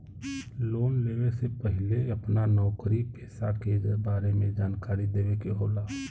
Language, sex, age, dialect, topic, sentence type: Bhojpuri, male, 36-40, Western, banking, question